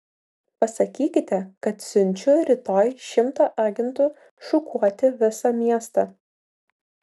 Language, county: Lithuanian, Vilnius